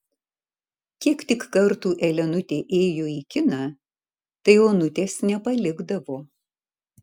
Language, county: Lithuanian, Marijampolė